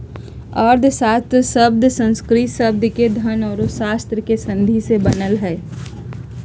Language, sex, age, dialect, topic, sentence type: Magahi, female, 56-60, Southern, banking, statement